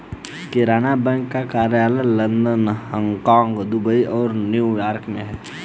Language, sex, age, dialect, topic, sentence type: Hindi, male, 18-24, Hindustani Malvi Khadi Boli, banking, statement